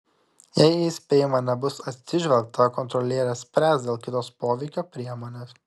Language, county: Lithuanian, Šiauliai